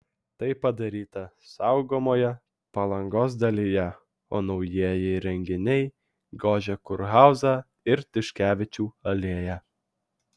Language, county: Lithuanian, Vilnius